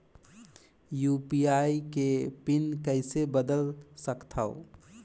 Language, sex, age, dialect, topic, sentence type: Chhattisgarhi, male, 18-24, Northern/Bhandar, banking, question